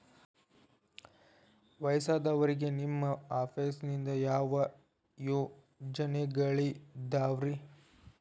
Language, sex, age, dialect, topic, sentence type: Kannada, male, 18-24, Dharwad Kannada, banking, question